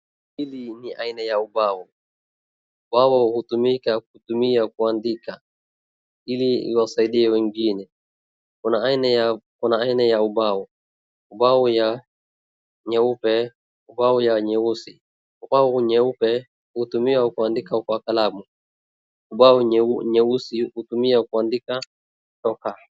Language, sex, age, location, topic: Swahili, male, 36-49, Wajir, education